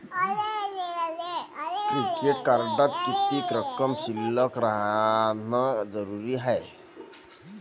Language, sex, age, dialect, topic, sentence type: Marathi, male, 31-35, Varhadi, banking, question